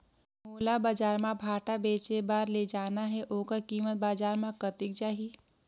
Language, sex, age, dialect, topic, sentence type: Chhattisgarhi, female, 18-24, Northern/Bhandar, agriculture, question